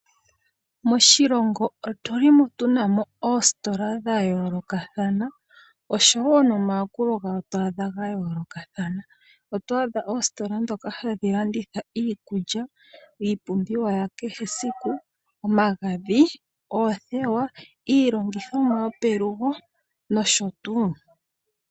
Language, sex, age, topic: Oshiwambo, female, 25-35, finance